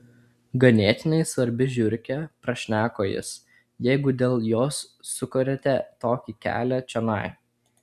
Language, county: Lithuanian, Klaipėda